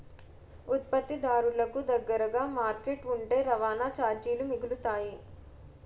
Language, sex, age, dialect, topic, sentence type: Telugu, female, 18-24, Utterandhra, banking, statement